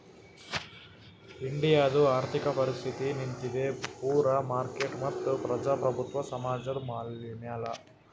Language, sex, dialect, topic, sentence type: Kannada, male, Northeastern, banking, statement